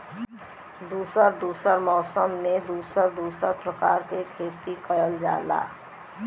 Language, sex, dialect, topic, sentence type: Bhojpuri, female, Western, agriculture, statement